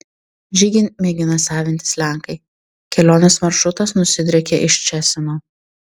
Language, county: Lithuanian, Tauragė